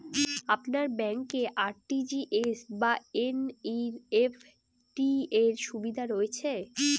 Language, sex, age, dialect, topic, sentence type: Bengali, female, 18-24, Northern/Varendri, banking, question